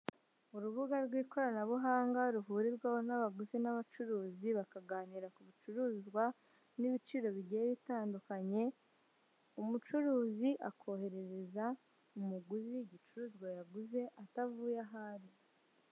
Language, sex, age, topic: Kinyarwanda, female, 25-35, finance